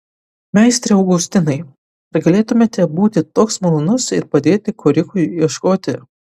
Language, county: Lithuanian, Utena